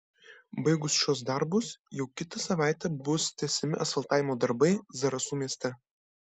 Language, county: Lithuanian, Kaunas